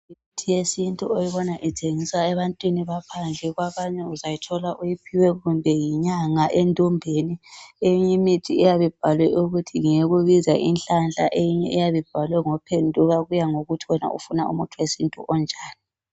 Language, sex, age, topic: North Ndebele, female, 18-24, health